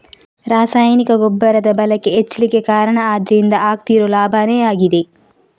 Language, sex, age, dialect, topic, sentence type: Kannada, female, 36-40, Coastal/Dakshin, agriculture, statement